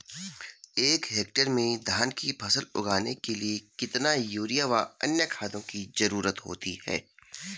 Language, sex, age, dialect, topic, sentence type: Hindi, male, 31-35, Garhwali, agriculture, question